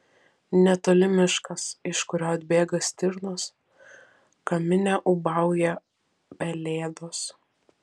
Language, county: Lithuanian, Vilnius